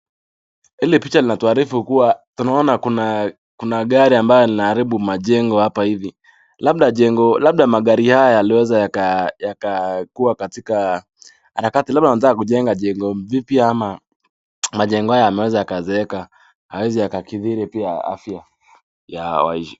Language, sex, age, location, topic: Swahili, male, 18-24, Nakuru, health